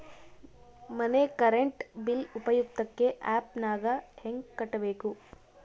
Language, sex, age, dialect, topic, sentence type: Kannada, female, 36-40, Central, banking, question